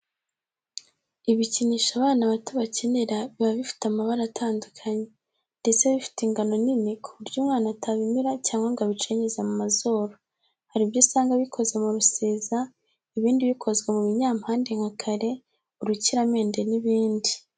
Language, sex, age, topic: Kinyarwanda, female, 18-24, education